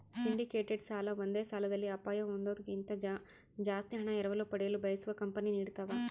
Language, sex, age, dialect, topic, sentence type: Kannada, female, 25-30, Central, banking, statement